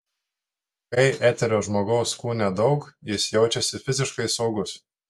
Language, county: Lithuanian, Telšiai